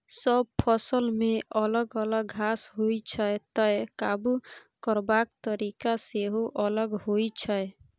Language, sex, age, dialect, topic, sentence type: Maithili, female, 18-24, Bajjika, agriculture, statement